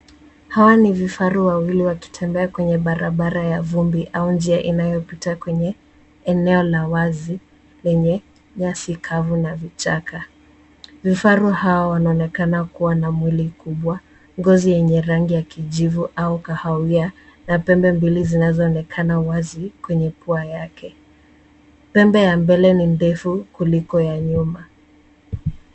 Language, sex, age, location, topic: Swahili, female, 18-24, Nairobi, government